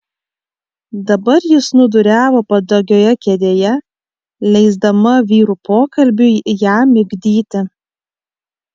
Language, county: Lithuanian, Kaunas